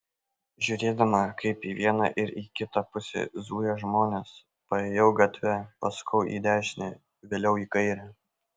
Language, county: Lithuanian, Kaunas